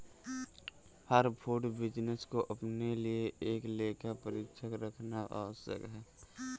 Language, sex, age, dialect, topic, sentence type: Hindi, male, 18-24, Kanauji Braj Bhasha, banking, statement